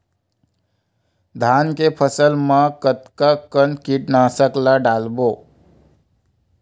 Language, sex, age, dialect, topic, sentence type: Chhattisgarhi, male, 25-30, Western/Budati/Khatahi, agriculture, question